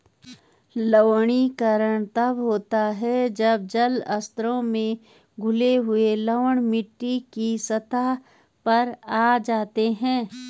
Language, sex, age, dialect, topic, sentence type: Hindi, female, 46-50, Garhwali, agriculture, statement